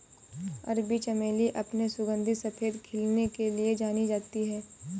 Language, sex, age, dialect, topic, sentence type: Hindi, female, 18-24, Kanauji Braj Bhasha, agriculture, statement